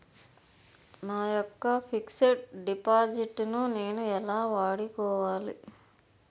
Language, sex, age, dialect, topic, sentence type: Telugu, female, 41-45, Utterandhra, banking, question